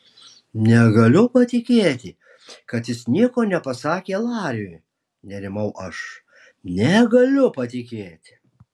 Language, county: Lithuanian, Alytus